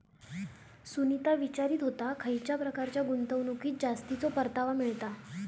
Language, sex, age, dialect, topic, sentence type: Marathi, female, 18-24, Southern Konkan, banking, statement